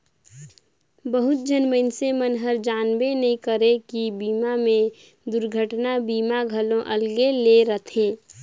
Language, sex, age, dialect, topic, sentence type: Chhattisgarhi, female, 46-50, Northern/Bhandar, banking, statement